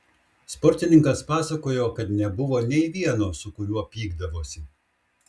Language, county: Lithuanian, Šiauliai